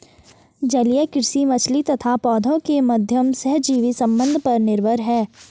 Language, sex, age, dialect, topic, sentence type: Hindi, female, 51-55, Garhwali, agriculture, statement